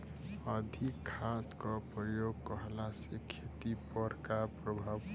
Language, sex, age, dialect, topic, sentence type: Bhojpuri, female, 18-24, Western, agriculture, question